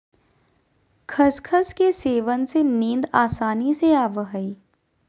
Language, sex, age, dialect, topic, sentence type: Magahi, female, 18-24, Southern, agriculture, statement